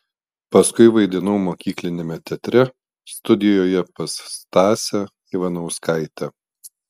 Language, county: Lithuanian, Panevėžys